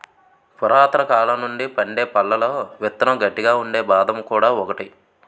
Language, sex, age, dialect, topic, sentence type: Telugu, male, 18-24, Utterandhra, agriculture, statement